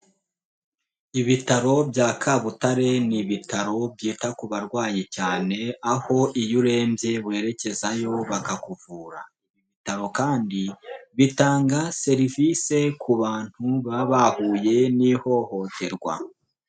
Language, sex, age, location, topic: Kinyarwanda, male, 18-24, Huye, health